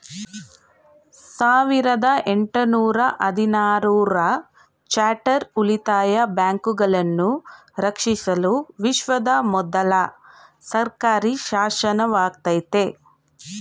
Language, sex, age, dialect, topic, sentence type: Kannada, female, 41-45, Mysore Kannada, banking, statement